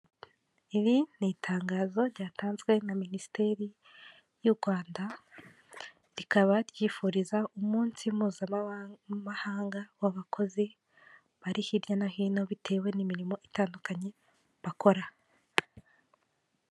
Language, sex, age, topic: Kinyarwanda, female, 18-24, government